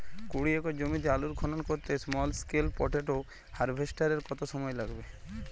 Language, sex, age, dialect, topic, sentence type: Bengali, male, 18-24, Jharkhandi, agriculture, question